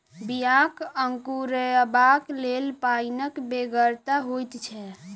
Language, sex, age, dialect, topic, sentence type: Maithili, female, 18-24, Southern/Standard, agriculture, statement